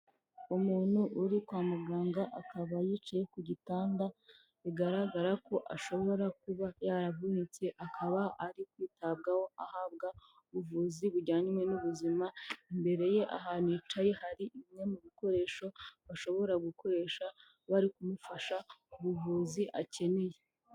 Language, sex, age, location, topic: Kinyarwanda, female, 18-24, Kigali, health